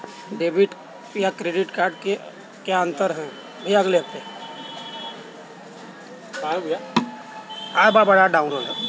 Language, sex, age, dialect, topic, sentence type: Hindi, male, 31-35, Kanauji Braj Bhasha, banking, question